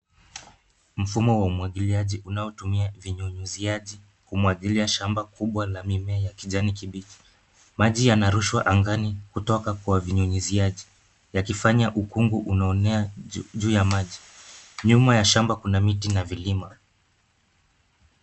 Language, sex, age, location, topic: Swahili, male, 25-35, Nairobi, agriculture